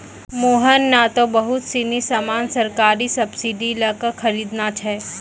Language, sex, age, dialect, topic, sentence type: Maithili, female, 18-24, Angika, agriculture, statement